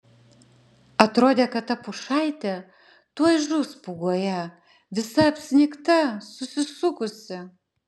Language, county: Lithuanian, Klaipėda